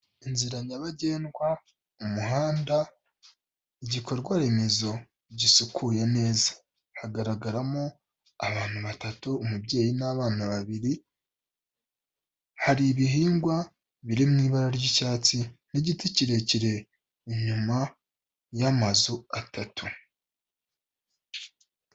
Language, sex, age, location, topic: Kinyarwanda, female, 25-35, Kigali, health